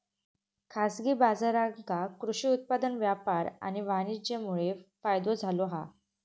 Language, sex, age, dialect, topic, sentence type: Marathi, female, 18-24, Southern Konkan, agriculture, statement